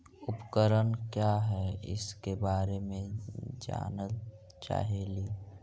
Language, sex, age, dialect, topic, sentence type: Magahi, female, 25-30, Central/Standard, agriculture, question